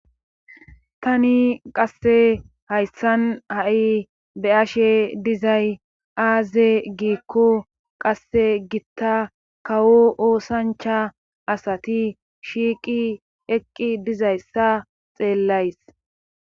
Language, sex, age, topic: Gamo, female, 25-35, government